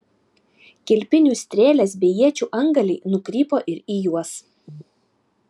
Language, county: Lithuanian, Utena